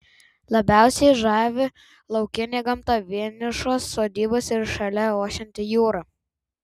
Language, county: Lithuanian, Tauragė